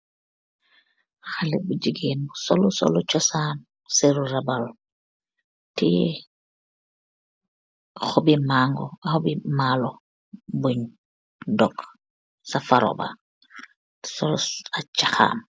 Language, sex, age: Wolof, female, 36-49